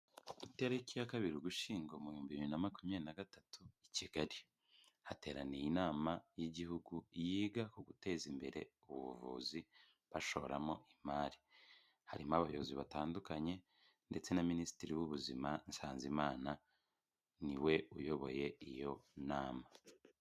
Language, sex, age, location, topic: Kinyarwanda, male, 25-35, Kigali, health